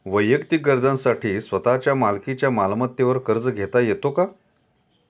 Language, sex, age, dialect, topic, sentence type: Marathi, male, 51-55, Standard Marathi, banking, question